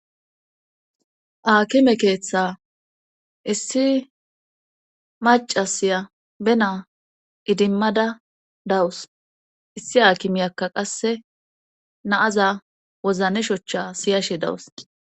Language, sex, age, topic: Gamo, female, 25-35, government